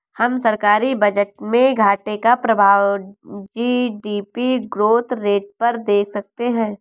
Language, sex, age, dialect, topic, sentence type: Hindi, female, 18-24, Awadhi Bundeli, banking, statement